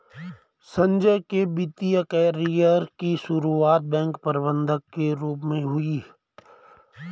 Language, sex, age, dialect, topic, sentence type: Hindi, male, 41-45, Garhwali, banking, statement